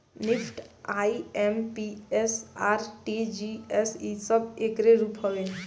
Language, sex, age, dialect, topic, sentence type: Bhojpuri, male, 18-24, Northern, banking, statement